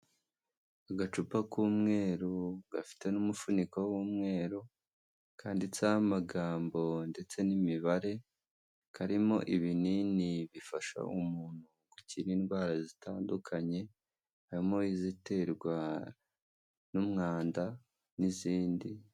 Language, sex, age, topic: Kinyarwanda, male, 25-35, health